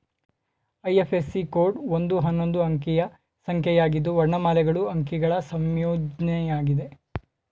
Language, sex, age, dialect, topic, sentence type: Kannada, male, 18-24, Mysore Kannada, banking, statement